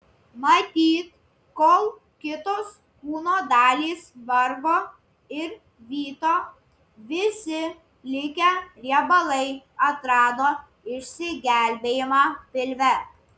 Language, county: Lithuanian, Klaipėda